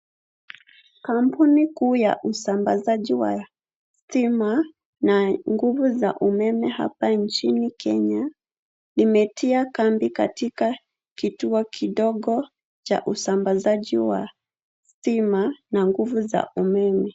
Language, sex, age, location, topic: Swahili, female, 25-35, Nairobi, government